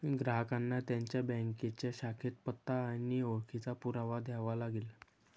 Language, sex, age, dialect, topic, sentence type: Marathi, female, 18-24, Varhadi, banking, statement